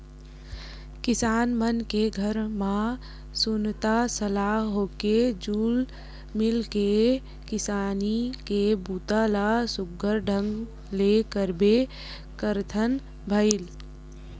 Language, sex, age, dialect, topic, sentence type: Chhattisgarhi, female, 18-24, Western/Budati/Khatahi, agriculture, statement